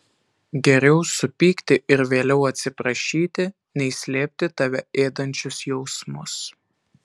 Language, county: Lithuanian, Alytus